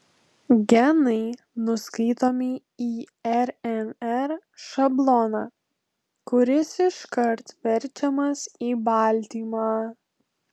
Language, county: Lithuanian, Telšiai